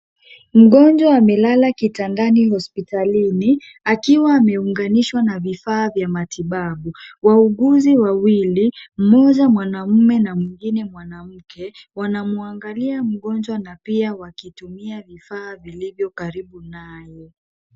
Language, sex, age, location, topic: Swahili, female, 25-35, Kisumu, health